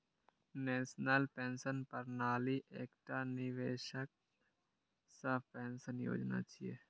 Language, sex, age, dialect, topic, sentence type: Maithili, male, 18-24, Eastern / Thethi, banking, statement